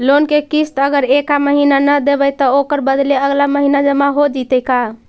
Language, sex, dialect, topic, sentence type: Magahi, female, Central/Standard, banking, question